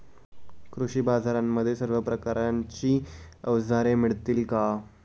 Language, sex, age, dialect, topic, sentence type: Marathi, male, 18-24, Standard Marathi, agriculture, question